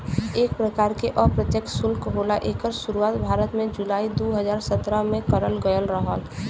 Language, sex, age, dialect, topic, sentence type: Bhojpuri, female, 18-24, Western, banking, statement